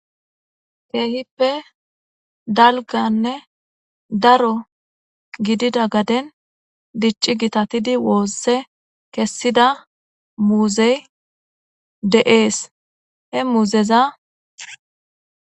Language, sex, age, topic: Gamo, female, 25-35, agriculture